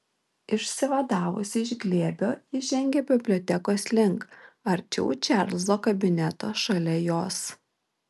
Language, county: Lithuanian, Vilnius